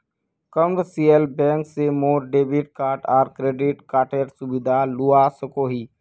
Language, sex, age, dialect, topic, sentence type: Magahi, male, 60-100, Northeastern/Surjapuri, banking, statement